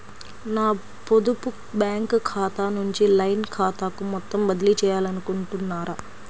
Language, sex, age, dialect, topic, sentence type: Telugu, female, 25-30, Central/Coastal, banking, question